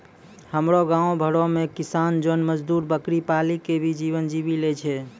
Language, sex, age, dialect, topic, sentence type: Maithili, male, 25-30, Angika, agriculture, statement